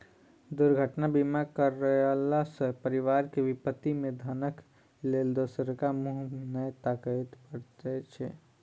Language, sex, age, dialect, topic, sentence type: Maithili, female, 60-100, Southern/Standard, banking, statement